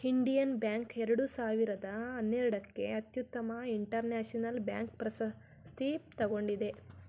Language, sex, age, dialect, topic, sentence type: Kannada, male, 31-35, Mysore Kannada, banking, statement